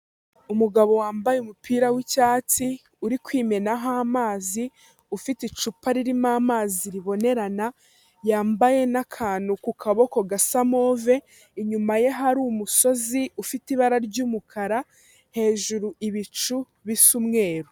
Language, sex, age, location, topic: Kinyarwanda, female, 18-24, Kigali, health